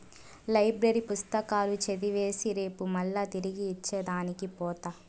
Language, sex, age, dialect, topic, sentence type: Telugu, female, 18-24, Southern, banking, statement